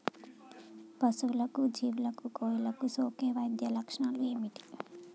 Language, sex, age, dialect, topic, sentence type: Telugu, female, 25-30, Telangana, agriculture, question